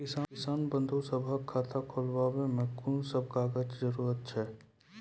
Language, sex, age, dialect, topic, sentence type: Maithili, male, 25-30, Angika, banking, question